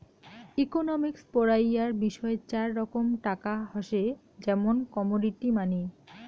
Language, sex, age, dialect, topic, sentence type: Bengali, female, 31-35, Rajbangshi, banking, statement